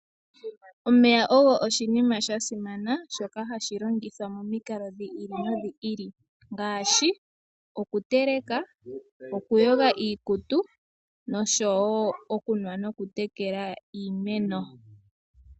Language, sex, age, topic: Oshiwambo, female, 18-24, agriculture